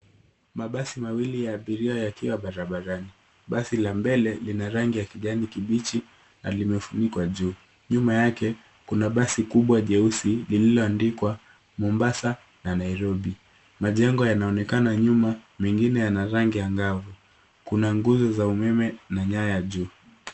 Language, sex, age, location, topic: Swahili, female, 18-24, Nairobi, government